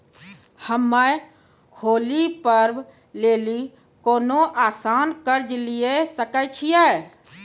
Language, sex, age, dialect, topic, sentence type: Maithili, female, 36-40, Angika, banking, question